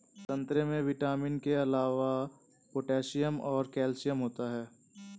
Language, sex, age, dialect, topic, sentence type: Hindi, male, 18-24, Awadhi Bundeli, agriculture, statement